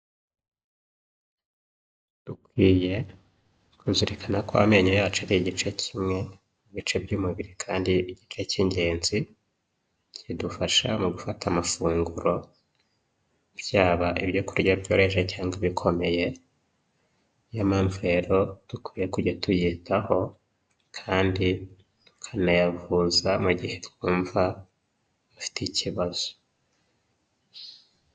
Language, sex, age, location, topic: Kinyarwanda, male, 25-35, Huye, health